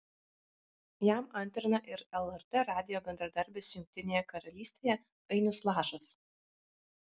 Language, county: Lithuanian, Alytus